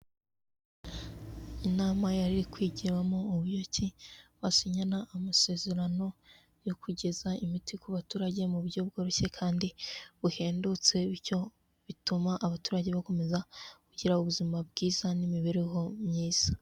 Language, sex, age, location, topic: Kinyarwanda, female, 18-24, Kigali, health